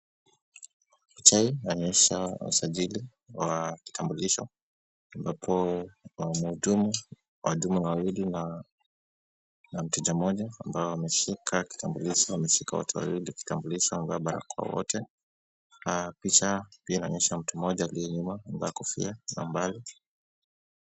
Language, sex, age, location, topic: Swahili, male, 25-35, Kisumu, government